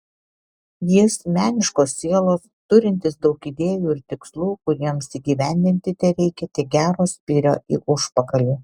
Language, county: Lithuanian, Alytus